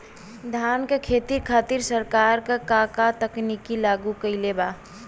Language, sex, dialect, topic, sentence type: Bhojpuri, female, Western, agriculture, question